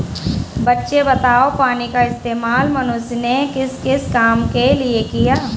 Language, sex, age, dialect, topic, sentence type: Hindi, female, 18-24, Kanauji Braj Bhasha, agriculture, statement